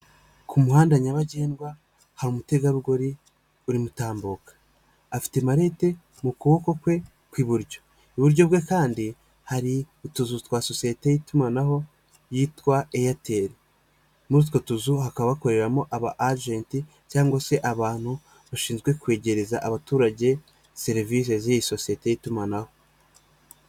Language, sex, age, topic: Kinyarwanda, male, 25-35, finance